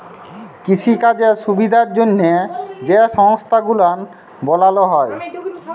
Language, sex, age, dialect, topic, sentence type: Bengali, female, 18-24, Jharkhandi, agriculture, statement